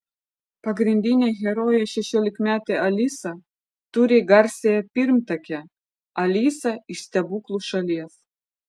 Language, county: Lithuanian, Vilnius